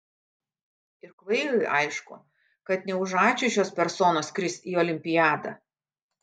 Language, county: Lithuanian, Kaunas